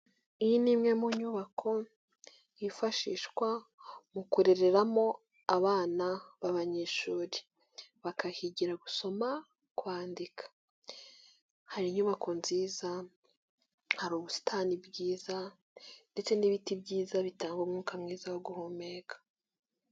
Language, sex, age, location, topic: Kinyarwanda, female, 18-24, Nyagatare, education